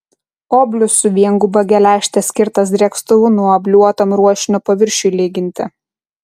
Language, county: Lithuanian, Kaunas